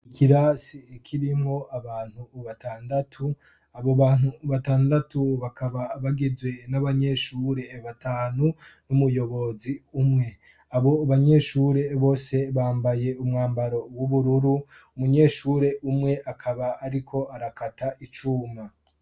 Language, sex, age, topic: Rundi, male, 25-35, education